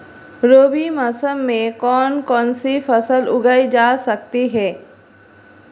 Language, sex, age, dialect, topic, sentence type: Hindi, female, 36-40, Marwari Dhudhari, agriculture, question